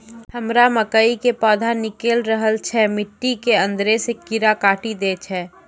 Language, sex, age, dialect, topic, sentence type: Maithili, female, 25-30, Angika, agriculture, question